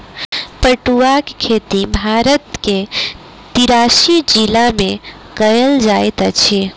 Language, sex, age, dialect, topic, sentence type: Maithili, female, 18-24, Southern/Standard, agriculture, statement